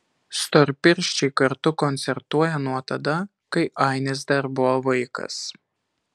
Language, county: Lithuanian, Alytus